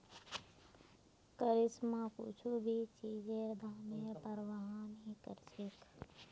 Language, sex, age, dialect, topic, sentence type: Magahi, female, 56-60, Northeastern/Surjapuri, banking, statement